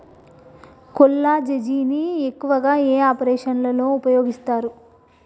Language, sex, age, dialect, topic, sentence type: Telugu, female, 31-35, Telangana, agriculture, question